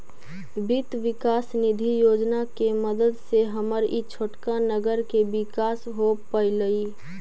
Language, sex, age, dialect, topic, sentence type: Magahi, female, 25-30, Central/Standard, banking, statement